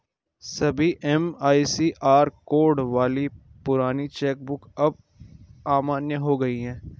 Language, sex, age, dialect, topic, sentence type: Hindi, male, 25-30, Garhwali, banking, statement